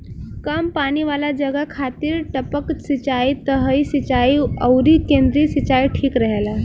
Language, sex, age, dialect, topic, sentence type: Bhojpuri, female, 18-24, Western, agriculture, statement